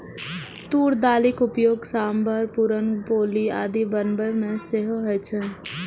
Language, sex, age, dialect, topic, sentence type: Maithili, female, 18-24, Eastern / Thethi, agriculture, statement